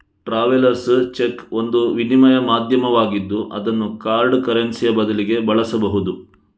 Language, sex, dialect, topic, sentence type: Kannada, male, Coastal/Dakshin, banking, statement